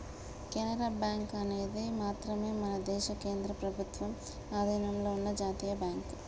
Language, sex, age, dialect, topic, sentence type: Telugu, female, 25-30, Telangana, banking, statement